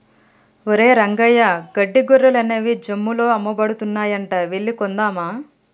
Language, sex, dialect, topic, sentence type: Telugu, female, Telangana, agriculture, statement